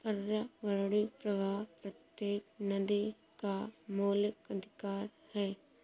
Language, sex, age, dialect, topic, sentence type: Hindi, female, 36-40, Awadhi Bundeli, agriculture, statement